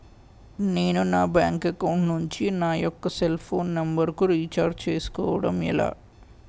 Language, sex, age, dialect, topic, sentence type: Telugu, male, 18-24, Utterandhra, banking, question